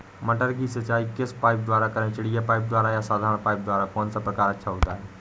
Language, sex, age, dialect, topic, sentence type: Hindi, male, 18-24, Awadhi Bundeli, agriculture, question